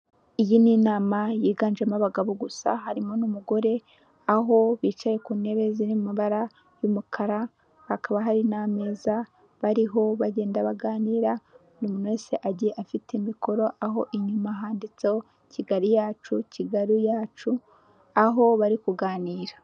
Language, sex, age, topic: Kinyarwanda, female, 18-24, government